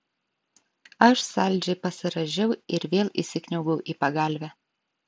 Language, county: Lithuanian, Vilnius